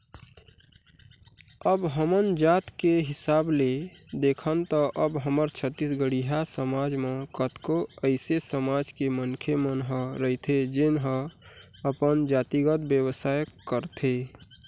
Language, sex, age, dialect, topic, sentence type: Chhattisgarhi, male, 41-45, Eastern, banking, statement